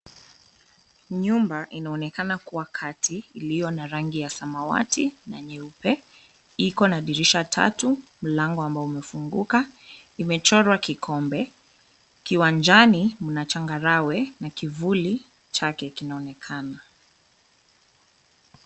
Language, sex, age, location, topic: Swahili, female, 25-35, Nairobi, finance